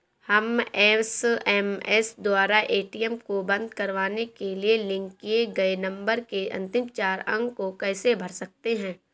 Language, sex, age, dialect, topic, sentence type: Hindi, female, 18-24, Awadhi Bundeli, banking, question